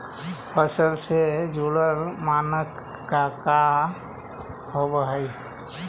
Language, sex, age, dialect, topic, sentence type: Magahi, female, 25-30, Central/Standard, agriculture, question